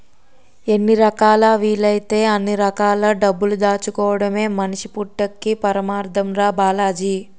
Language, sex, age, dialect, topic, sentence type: Telugu, male, 60-100, Utterandhra, banking, statement